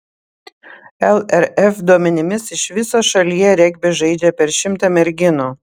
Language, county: Lithuanian, Panevėžys